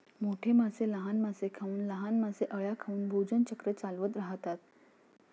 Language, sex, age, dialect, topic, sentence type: Marathi, female, 41-45, Standard Marathi, agriculture, statement